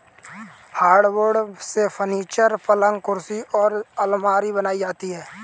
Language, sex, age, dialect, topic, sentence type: Hindi, male, 18-24, Kanauji Braj Bhasha, agriculture, statement